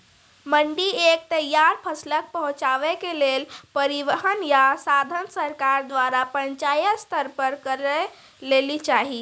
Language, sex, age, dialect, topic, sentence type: Maithili, female, 36-40, Angika, agriculture, question